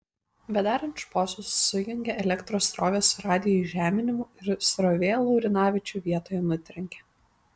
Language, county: Lithuanian, Panevėžys